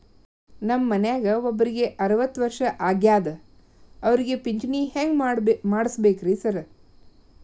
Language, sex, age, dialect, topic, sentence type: Kannada, female, 46-50, Dharwad Kannada, banking, question